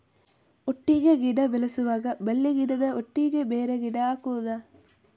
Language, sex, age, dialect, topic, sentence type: Kannada, male, 25-30, Coastal/Dakshin, agriculture, question